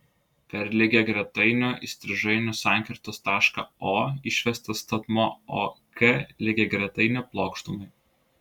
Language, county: Lithuanian, Klaipėda